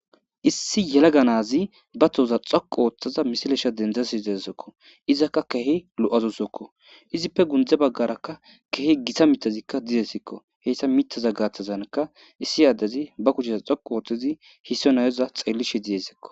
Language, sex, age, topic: Gamo, male, 18-24, government